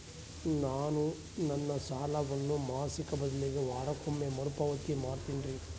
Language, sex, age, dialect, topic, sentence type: Kannada, male, 31-35, Central, banking, statement